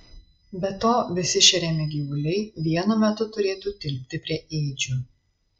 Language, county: Lithuanian, Marijampolė